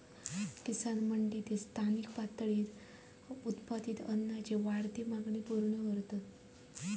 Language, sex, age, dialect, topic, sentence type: Marathi, female, 18-24, Southern Konkan, agriculture, statement